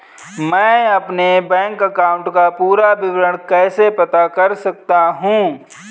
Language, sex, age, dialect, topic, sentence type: Hindi, male, 25-30, Kanauji Braj Bhasha, banking, question